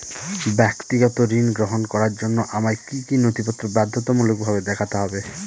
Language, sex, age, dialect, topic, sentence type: Bengali, male, 18-24, Northern/Varendri, banking, question